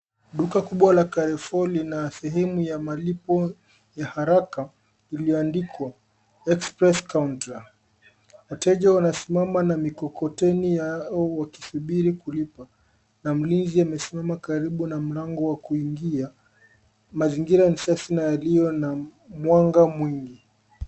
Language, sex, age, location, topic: Swahili, male, 25-35, Nairobi, finance